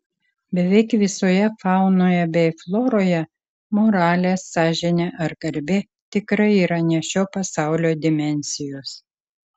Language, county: Lithuanian, Kaunas